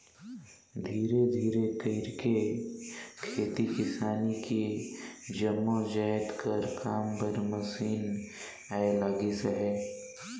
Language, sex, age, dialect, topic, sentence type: Chhattisgarhi, male, 18-24, Northern/Bhandar, agriculture, statement